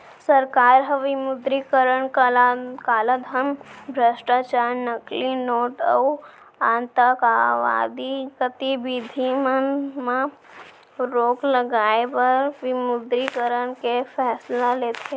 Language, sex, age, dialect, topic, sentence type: Chhattisgarhi, female, 18-24, Central, banking, statement